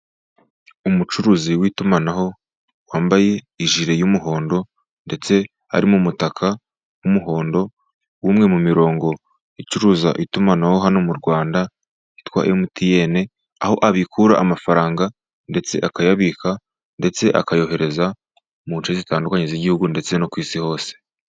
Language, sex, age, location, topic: Kinyarwanda, male, 18-24, Musanze, finance